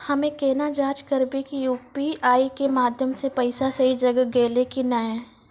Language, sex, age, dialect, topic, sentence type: Maithili, female, 25-30, Angika, banking, question